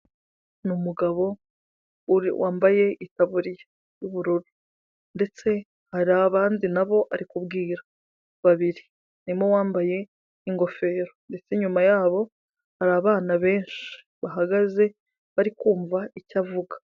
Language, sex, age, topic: Kinyarwanda, female, 25-35, health